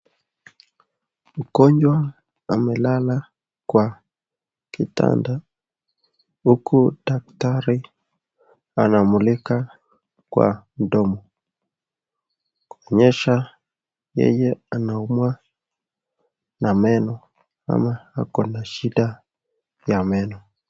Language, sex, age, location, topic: Swahili, male, 18-24, Nakuru, health